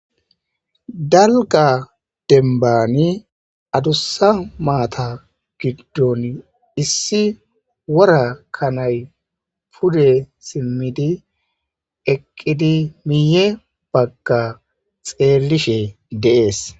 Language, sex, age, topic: Gamo, female, 25-35, agriculture